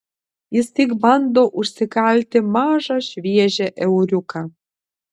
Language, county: Lithuanian, Klaipėda